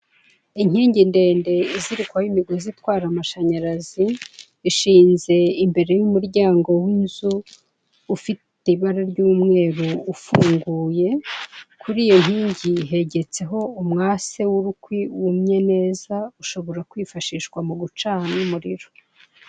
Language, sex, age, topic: Kinyarwanda, female, 36-49, finance